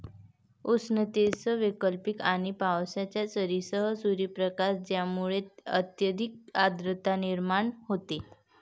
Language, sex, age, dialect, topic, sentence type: Marathi, female, 31-35, Varhadi, agriculture, statement